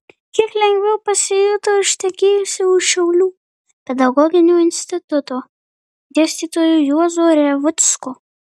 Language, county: Lithuanian, Marijampolė